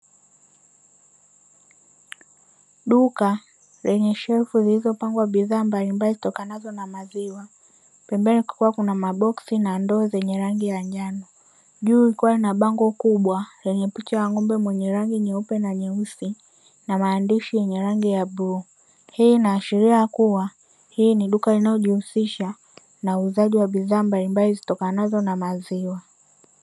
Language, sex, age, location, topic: Swahili, female, 18-24, Dar es Salaam, finance